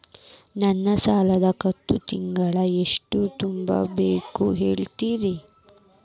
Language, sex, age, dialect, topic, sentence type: Kannada, female, 18-24, Dharwad Kannada, banking, question